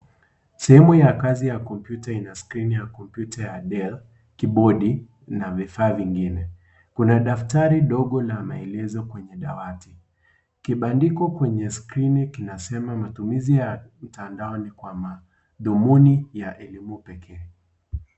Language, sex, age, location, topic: Swahili, male, 18-24, Kisii, education